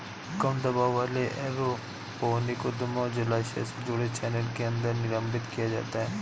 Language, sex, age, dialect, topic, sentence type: Hindi, male, 31-35, Awadhi Bundeli, agriculture, statement